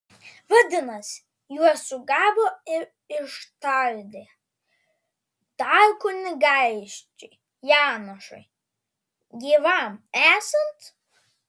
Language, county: Lithuanian, Vilnius